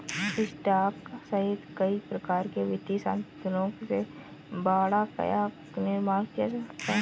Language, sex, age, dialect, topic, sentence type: Hindi, female, 25-30, Marwari Dhudhari, banking, statement